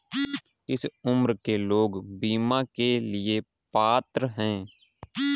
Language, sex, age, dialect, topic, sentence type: Hindi, male, 18-24, Awadhi Bundeli, banking, question